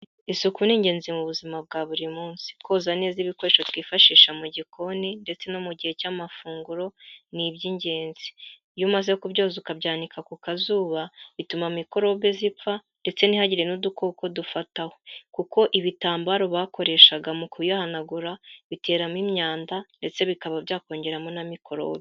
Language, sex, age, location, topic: Kinyarwanda, female, 25-35, Kigali, health